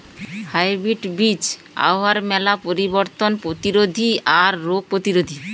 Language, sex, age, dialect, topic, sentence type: Bengali, female, 18-24, Rajbangshi, agriculture, statement